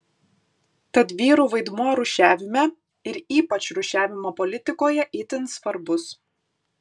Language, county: Lithuanian, Kaunas